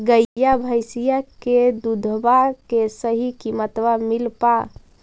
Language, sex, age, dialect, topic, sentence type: Magahi, female, 46-50, Central/Standard, agriculture, question